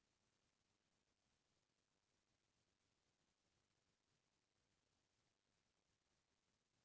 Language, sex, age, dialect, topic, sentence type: Chhattisgarhi, female, 36-40, Central, agriculture, statement